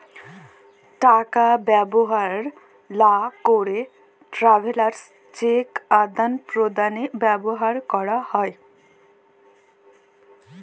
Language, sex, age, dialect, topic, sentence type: Bengali, female, 18-24, Jharkhandi, banking, statement